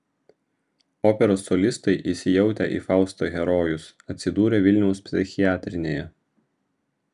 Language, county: Lithuanian, Vilnius